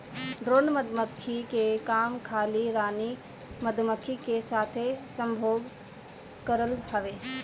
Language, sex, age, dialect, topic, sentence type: Bhojpuri, female, 18-24, Northern, agriculture, statement